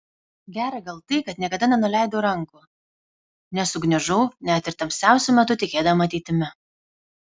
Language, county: Lithuanian, Kaunas